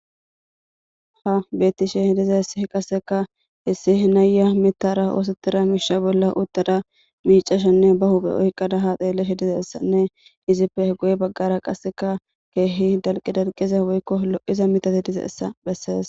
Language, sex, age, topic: Gamo, female, 25-35, government